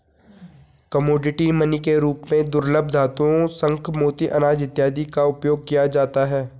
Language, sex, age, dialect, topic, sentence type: Hindi, male, 18-24, Garhwali, banking, statement